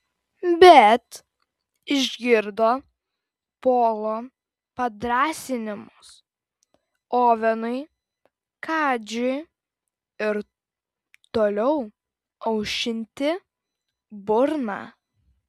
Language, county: Lithuanian, Vilnius